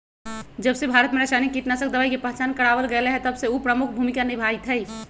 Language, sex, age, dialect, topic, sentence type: Magahi, male, 51-55, Western, agriculture, statement